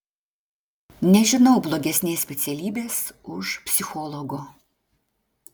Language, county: Lithuanian, Klaipėda